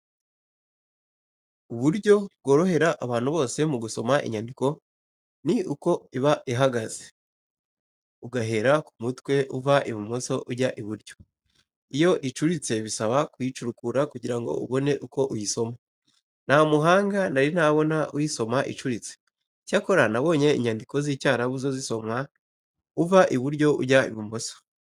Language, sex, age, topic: Kinyarwanda, male, 18-24, education